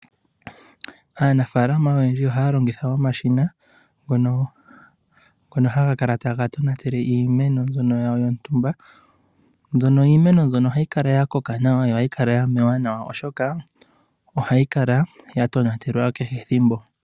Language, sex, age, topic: Oshiwambo, male, 18-24, agriculture